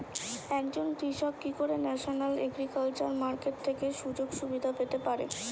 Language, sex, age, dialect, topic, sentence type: Bengali, female, 25-30, Standard Colloquial, agriculture, question